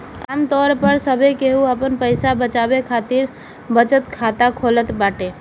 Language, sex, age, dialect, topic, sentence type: Bhojpuri, female, 18-24, Northern, banking, statement